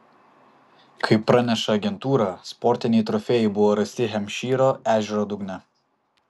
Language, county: Lithuanian, Vilnius